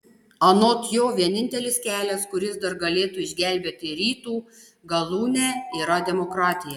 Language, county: Lithuanian, Panevėžys